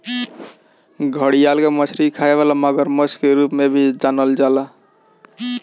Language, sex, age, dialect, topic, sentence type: Bhojpuri, male, 25-30, Northern, agriculture, statement